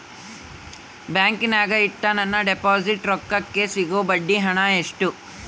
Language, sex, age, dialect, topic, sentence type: Kannada, male, 18-24, Central, banking, question